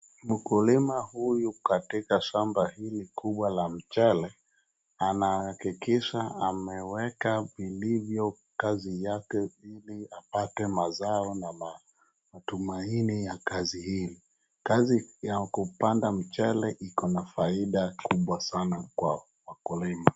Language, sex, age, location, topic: Swahili, male, 36-49, Wajir, health